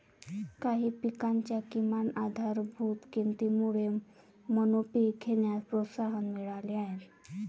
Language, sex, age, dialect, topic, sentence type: Marathi, female, 18-24, Varhadi, agriculture, statement